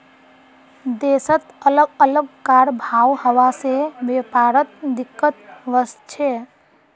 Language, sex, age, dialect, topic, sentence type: Magahi, female, 25-30, Northeastern/Surjapuri, banking, statement